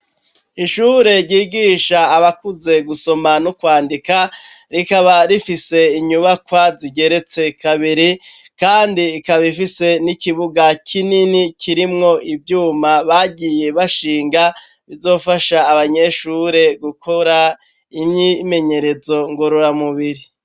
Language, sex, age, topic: Rundi, male, 36-49, education